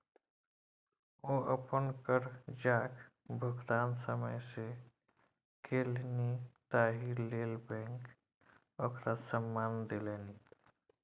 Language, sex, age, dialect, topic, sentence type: Maithili, male, 36-40, Bajjika, banking, statement